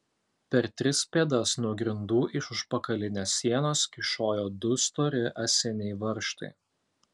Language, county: Lithuanian, Alytus